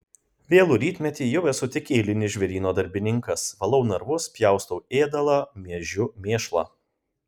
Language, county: Lithuanian, Kaunas